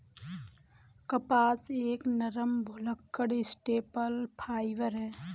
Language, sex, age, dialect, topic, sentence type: Hindi, female, 18-24, Kanauji Braj Bhasha, agriculture, statement